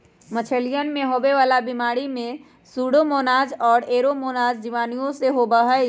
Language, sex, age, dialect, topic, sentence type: Magahi, female, 18-24, Western, agriculture, statement